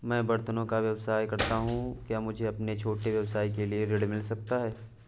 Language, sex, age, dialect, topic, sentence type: Hindi, male, 18-24, Awadhi Bundeli, banking, question